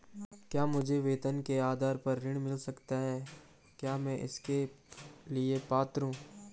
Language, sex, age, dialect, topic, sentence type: Hindi, male, 18-24, Garhwali, banking, question